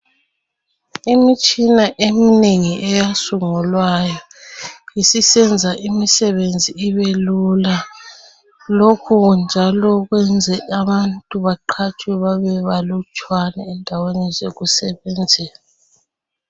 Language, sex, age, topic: North Ndebele, female, 36-49, health